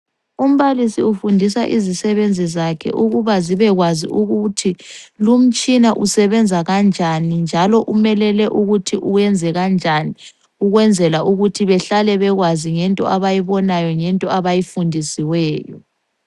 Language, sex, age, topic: North Ndebele, female, 25-35, education